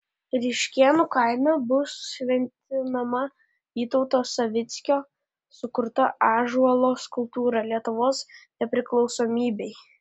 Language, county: Lithuanian, Panevėžys